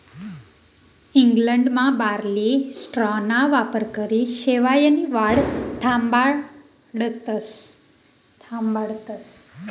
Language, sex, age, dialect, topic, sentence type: Marathi, female, 25-30, Northern Konkan, agriculture, statement